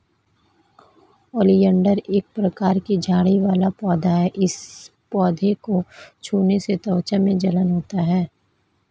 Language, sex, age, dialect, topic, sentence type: Hindi, female, 31-35, Marwari Dhudhari, agriculture, statement